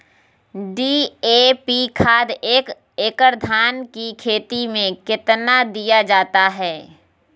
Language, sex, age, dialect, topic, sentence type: Magahi, female, 51-55, Southern, agriculture, question